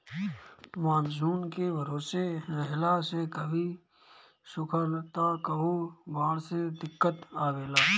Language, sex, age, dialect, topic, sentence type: Bhojpuri, male, 25-30, Northern, agriculture, statement